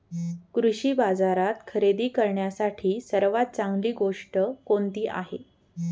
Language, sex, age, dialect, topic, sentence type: Marathi, female, 18-24, Standard Marathi, agriculture, question